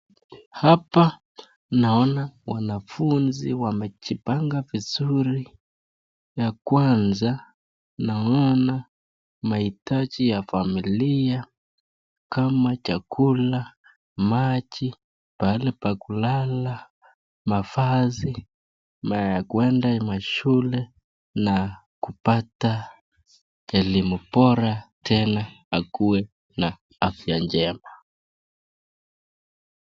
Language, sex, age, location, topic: Swahili, male, 25-35, Nakuru, education